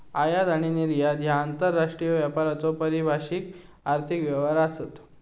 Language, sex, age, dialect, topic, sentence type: Marathi, male, 18-24, Southern Konkan, banking, statement